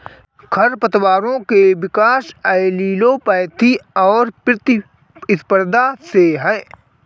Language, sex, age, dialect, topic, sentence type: Hindi, male, 25-30, Awadhi Bundeli, agriculture, statement